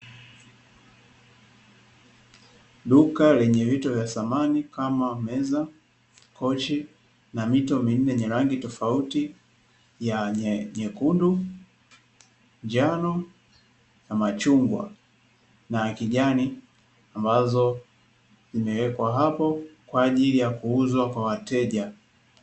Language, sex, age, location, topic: Swahili, male, 18-24, Dar es Salaam, finance